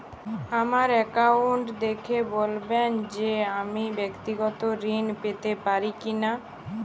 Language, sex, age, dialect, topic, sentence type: Bengali, female, 18-24, Jharkhandi, banking, question